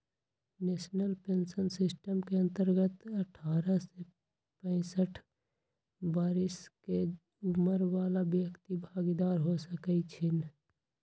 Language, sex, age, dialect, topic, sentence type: Magahi, male, 25-30, Western, banking, statement